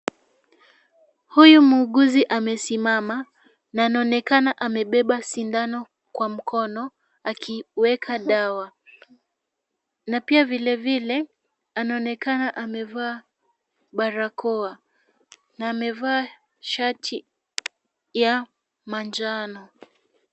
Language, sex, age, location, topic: Swahili, female, 25-35, Kisumu, health